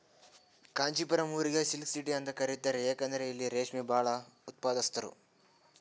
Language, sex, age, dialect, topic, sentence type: Kannada, male, 18-24, Northeastern, agriculture, statement